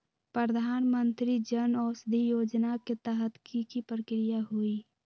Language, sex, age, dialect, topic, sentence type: Magahi, female, 18-24, Western, banking, question